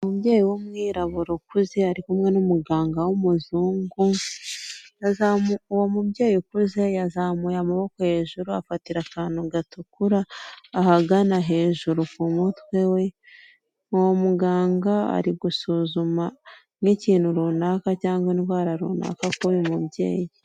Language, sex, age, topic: Kinyarwanda, female, 18-24, health